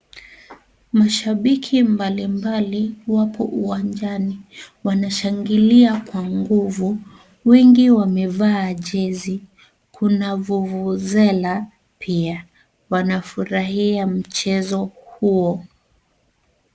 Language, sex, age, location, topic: Swahili, female, 25-35, Kisii, government